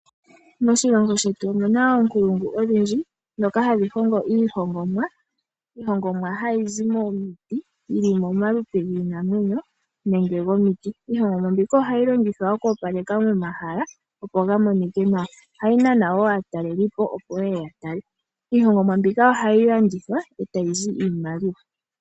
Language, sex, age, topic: Oshiwambo, female, 18-24, finance